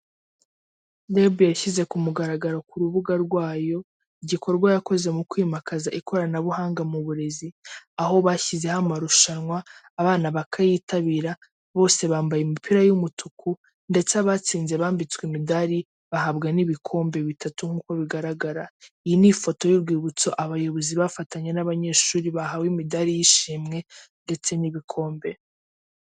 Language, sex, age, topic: Kinyarwanda, female, 18-24, government